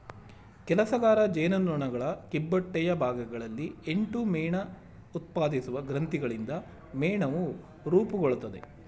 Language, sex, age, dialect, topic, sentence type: Kannada, male, 36-40, Mysore Kannada, agriculture, statement